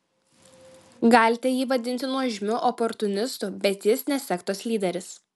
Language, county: Lithuanian, Klaipėda